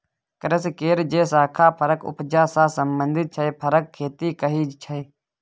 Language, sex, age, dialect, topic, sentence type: Maithili, male, 31-35, Bajjika, agriculture, statement